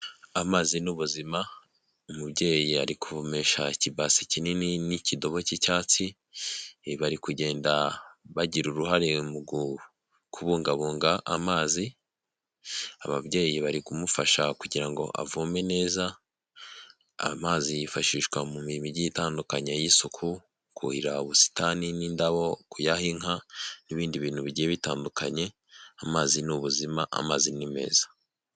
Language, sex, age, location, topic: Kinyarwanda, male, 18-24, Huye, health